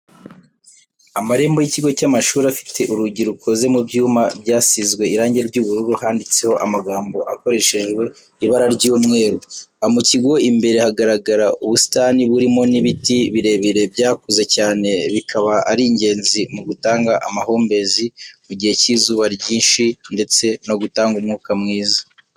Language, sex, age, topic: Kinyarwanda, male, 18-24, education